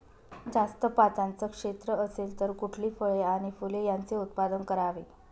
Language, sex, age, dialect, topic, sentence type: Marathi, female, 18-24, Northern Konkan, agriculture, question